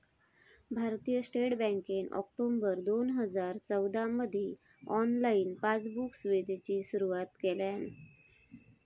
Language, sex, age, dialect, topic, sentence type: Marathi, female, 25-30, Southern Konkan, banking, statement